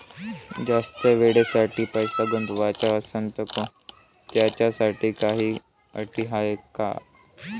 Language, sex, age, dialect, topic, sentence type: Marathi, male, <18, Varhadi, banking, question